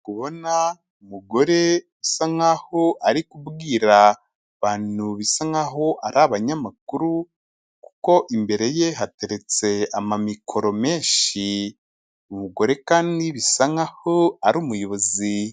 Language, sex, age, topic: Kinyarwanda, male, 25-35, government